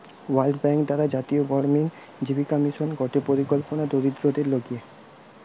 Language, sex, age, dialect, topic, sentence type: Bengali, male, 18-24, Western, banking, statement